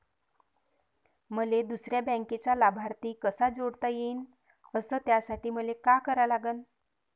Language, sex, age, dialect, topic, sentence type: Marathi, female, 36-40, Varhadi, banking, question